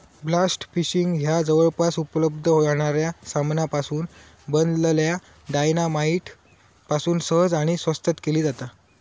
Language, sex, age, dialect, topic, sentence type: Marathi, male, 25-30, Southern Konkan, agriculture, statement